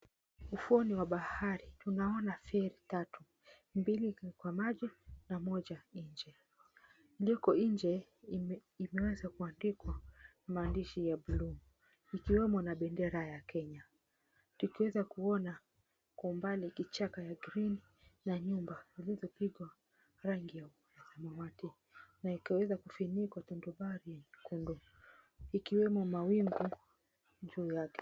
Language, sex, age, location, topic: Swahili, female, 25-35, Mombasa, government